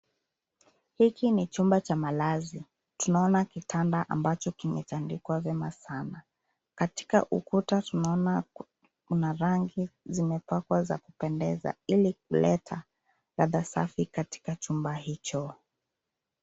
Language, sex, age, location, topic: Swahili, female, 25-35, Nairobi, education